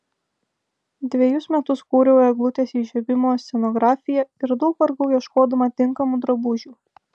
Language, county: Lithuanian, Vilnius